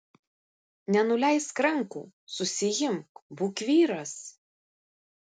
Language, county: Lithuanian, Vilnius